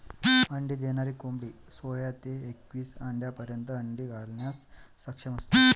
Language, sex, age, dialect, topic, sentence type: Marathi, male, 25-30, Varhadi, agriculture, statement